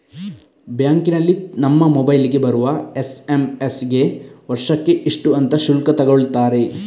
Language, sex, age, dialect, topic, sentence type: Kannada, male, 41-45, Coastal/Dakshin, banking, statement